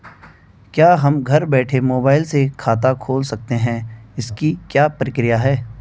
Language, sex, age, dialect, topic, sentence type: Hindi, male, 25-30, Garhwali, banking, question